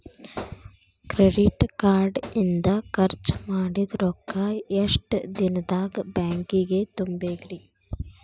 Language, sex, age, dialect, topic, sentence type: Kannada, female, 25-30, Dharwad Kannada, banking, question